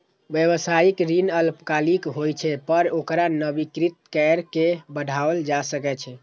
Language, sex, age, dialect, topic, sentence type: Maithili, male, 18-24, Eastern / Thethi, banking, statement